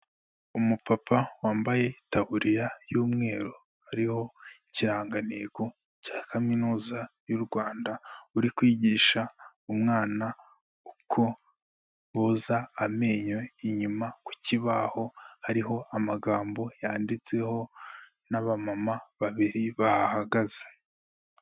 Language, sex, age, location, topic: Kinyarwanda, male, 18-24, Kigali, health